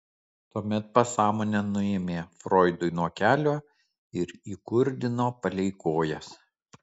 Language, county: Lithuanian, Kaunas